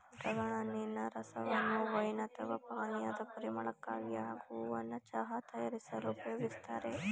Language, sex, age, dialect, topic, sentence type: Kannada, male, 18-24, Mysore Kannada, agriculture, statement